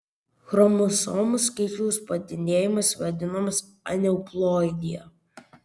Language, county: Lithuanian, Kaunas